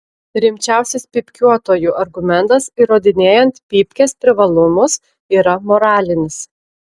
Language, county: Lithuanian, Klaipėda